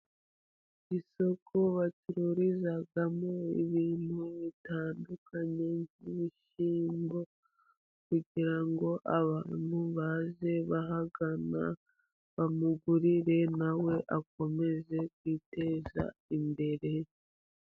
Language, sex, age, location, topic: Kinyarwanda, female, 50+, Musanze, agriculture